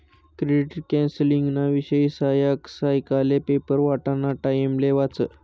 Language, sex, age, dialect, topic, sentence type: Marathi, male, 25-30, Northern Konkan, banking, statement